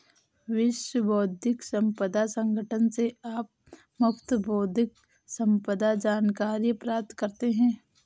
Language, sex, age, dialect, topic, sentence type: Hindi, female, 18-24, Awadhi Bundeli, banking, statement